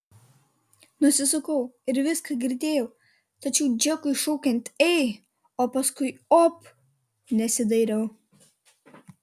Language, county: Lithuanian, Kaunas